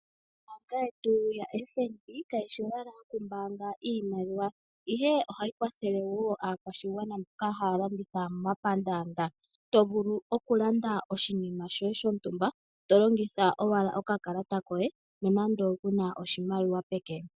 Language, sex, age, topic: Oshiwambo, male, 25-35, finance